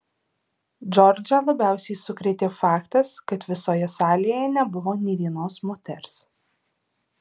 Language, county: Lithuanian, Alytus